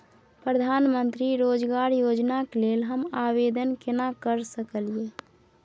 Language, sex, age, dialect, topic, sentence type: Maithili, female, 41-45, Bajjika, banking, question